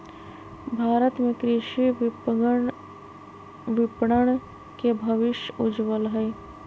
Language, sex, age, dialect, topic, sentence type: Magahi, female, 25-30, Western, agriculture, statement